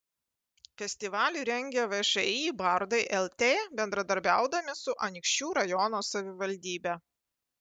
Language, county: Lithuanian, Panevėžys